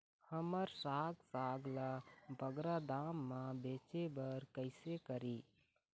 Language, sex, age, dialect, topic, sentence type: Chhattisgarhi, male, 18-24, Eastern, agriculture, question